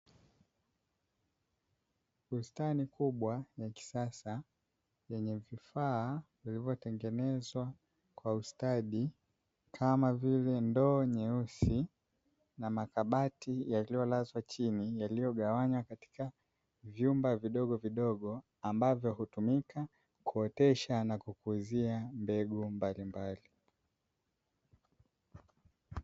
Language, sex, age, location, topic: Swahili, male, 25-35, Dar es Salaam, agriculture